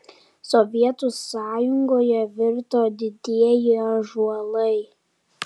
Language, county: Lithuanian, Kaunas